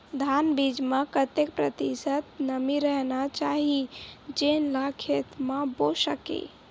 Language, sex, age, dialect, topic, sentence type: Chhattisgarhi, female, 18-24, Western/Budati/Khatahi, agriculture, question